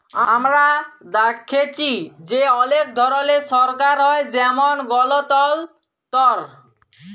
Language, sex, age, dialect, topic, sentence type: Bengali, male, 18-24, Jharkhandi, banking, statement